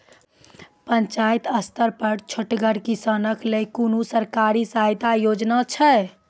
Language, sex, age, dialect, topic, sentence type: Maithili, female, 18-24, Angika, agriculture, question